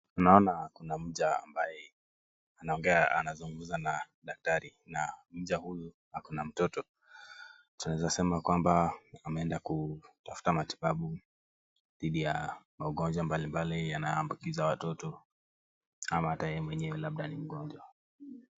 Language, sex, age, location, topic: Swahili, male, 18-24, Kisumu, health